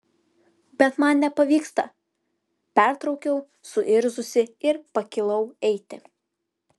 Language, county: Lithuanian, Vilnius